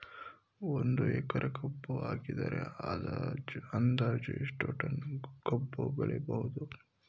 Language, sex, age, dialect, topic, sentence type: Kannada, male, 41-45, Mysore Kannada, agriculture, question